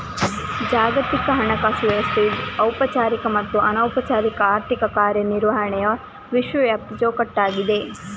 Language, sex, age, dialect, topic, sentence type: Kannada, female, 31-35, Coastal/Dakshin, banking, statement